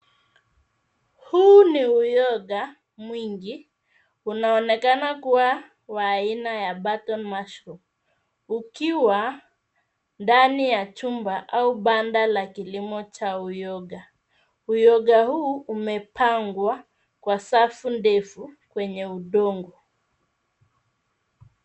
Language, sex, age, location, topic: Swahili, female, 25-35, Nairobi, agriculture